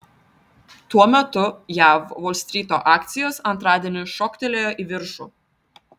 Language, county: Lithuanian, Vilnius